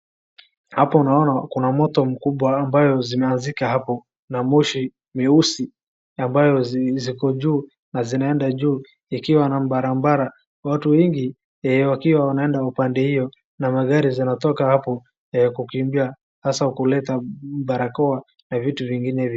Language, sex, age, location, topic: Swahili, male, 18-24, Wajir, health